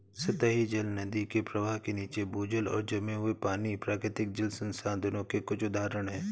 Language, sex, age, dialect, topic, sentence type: Hindi, male, 31-35, Awadhi Bundeli, agriculture, statement